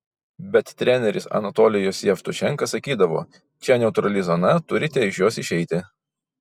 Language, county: Lithuanian, Vilnius